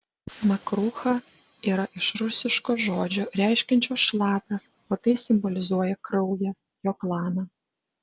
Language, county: Lithuanian, Vilnius